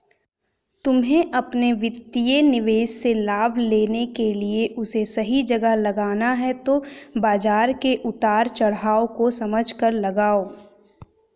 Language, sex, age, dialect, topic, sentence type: Hindi, female, 25-30, Hindustani Malvi Khadi Boli, banking, statement